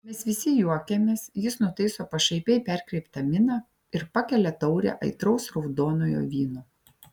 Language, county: Lithuanian, Klaipėda